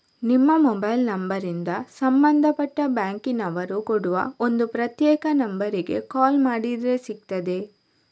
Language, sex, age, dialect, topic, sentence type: Kannada, female, 25-30, Coastal/Dakshin, banking, statement